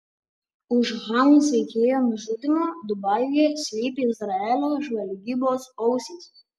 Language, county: Lithuanian, Panevėžys